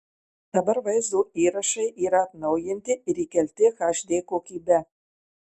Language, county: Lithuanian, Marijampolė